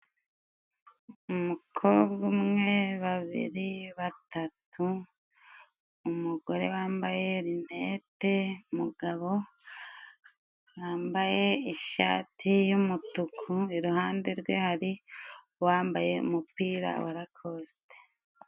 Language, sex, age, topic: Kinyarwanda, female, 25-35, government